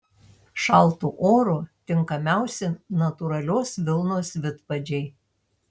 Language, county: Lithuanian, Tauragė